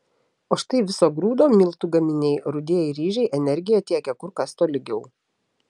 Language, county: Lithuanian, Telšiai